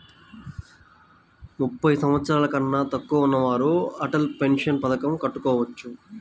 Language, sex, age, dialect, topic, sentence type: Telugu, male, 18-24, Central/Coastal, banking, question